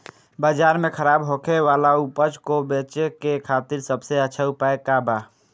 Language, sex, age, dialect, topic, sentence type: Bhojpuri, male, <18, Northern, agriculture, statement